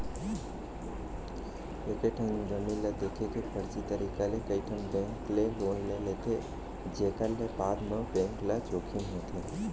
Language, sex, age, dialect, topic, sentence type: Chhattisgarhi, male, 60-100, Central, banking, statement